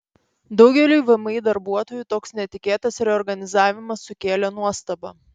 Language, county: Lithuanian, Panevėžys